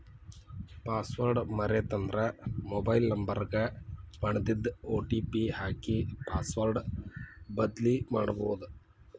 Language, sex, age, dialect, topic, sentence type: Kannada, male, 56-60, Dharwad Kannada, banking, statement